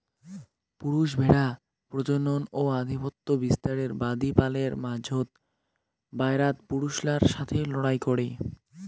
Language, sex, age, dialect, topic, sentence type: Bengali, male, <18, Rajbangshi, agriculture, statement